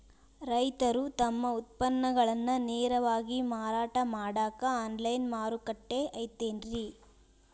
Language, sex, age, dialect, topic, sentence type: Kannada, female, 18-24, Dharwad Kannada, agriculture, statement